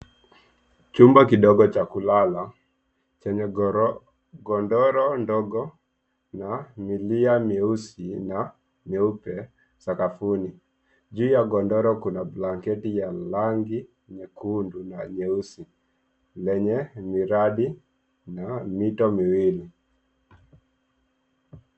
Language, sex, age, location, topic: Swahili, male, 18-24, Nairobi, education